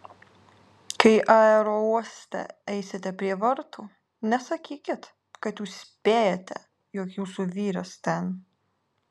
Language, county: Lithuanian, Alytus